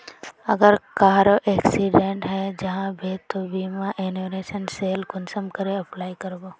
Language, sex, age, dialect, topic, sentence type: Magahi, female, 36-40, Northeastern/Surjapuri, banking, question